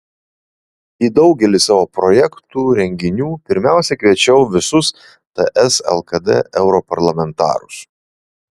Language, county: Lithuanian, Vilnius